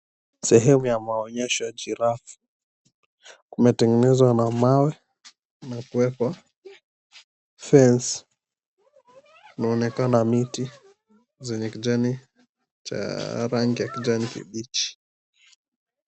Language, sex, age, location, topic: Swahili, male, 18-24, Mombasa, agriculture